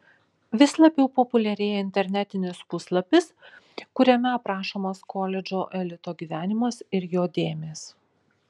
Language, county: Lithuanian, Kaunas